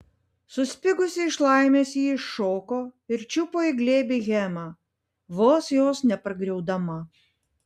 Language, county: Lithuanian, Panevėžys